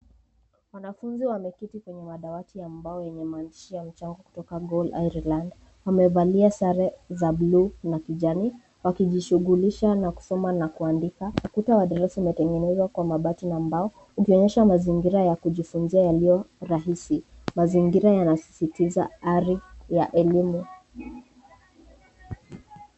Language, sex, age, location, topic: Swahili, female, 18-24, Nairobi, education